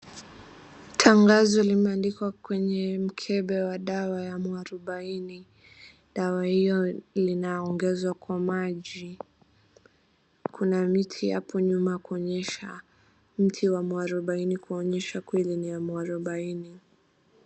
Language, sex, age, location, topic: Swahili, female, 18-24, Wajir, health